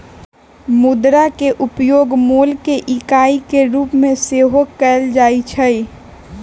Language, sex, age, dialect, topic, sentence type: Magahi, female, 18-24, Western, banking, statement